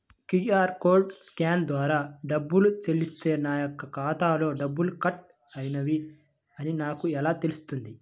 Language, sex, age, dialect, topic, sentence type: Telugu, male, 18-24, Central/Coastal, banking, question